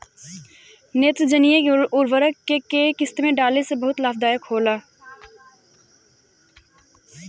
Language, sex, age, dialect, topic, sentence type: Bhojpuri, female, 25-30, Southern / Standard, agriculture, question